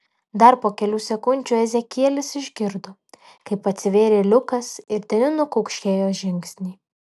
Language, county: Lithuanian, Alytus